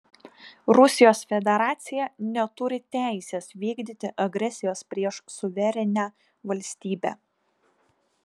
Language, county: Lithuanian, Panevėžys